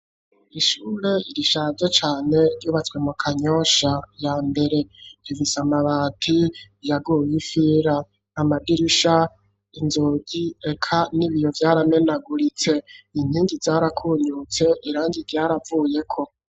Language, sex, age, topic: Rundi, male, 25-35, education